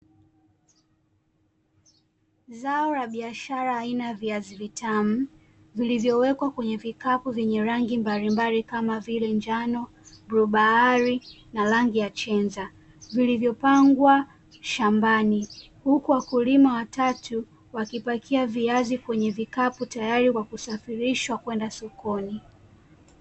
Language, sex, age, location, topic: Swahili, female, 18-24, Dar es Salaam, agriculture